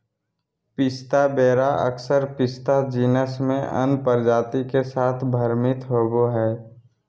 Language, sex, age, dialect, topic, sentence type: Magahi, male, 18-24, Southern, agriculture, statement